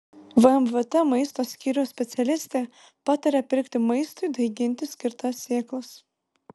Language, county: Lithuanian, Vilnius